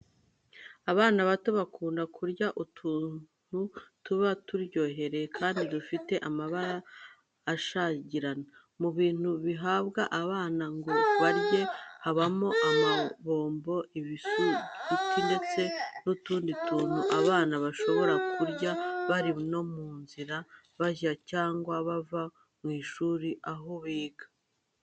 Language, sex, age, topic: Kinyarwanda, female, 36-49, education